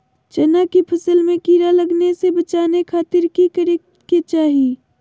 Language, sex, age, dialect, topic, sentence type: Magahi, female, 60-100, Southern, agriculture, question